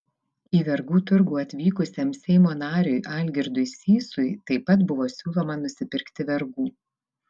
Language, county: Lithuanian, Vilnius